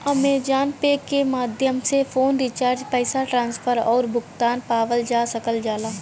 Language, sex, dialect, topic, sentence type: Bhojpuri, female, Western, banking, statement